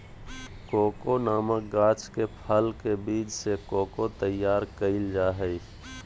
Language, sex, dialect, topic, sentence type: Magahi, male, Southern, agriculture, statement